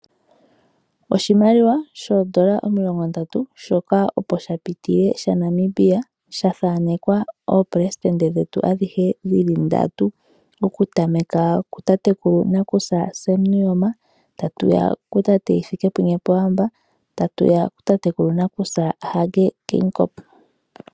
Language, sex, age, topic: Oshiwambo, female, 25-35, finance